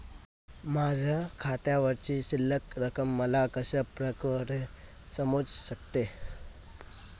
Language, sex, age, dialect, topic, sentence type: Marathi, male, 18-24, Standard Marathi, banking, question